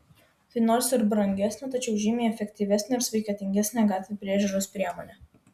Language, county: Lithuanian, Vilnius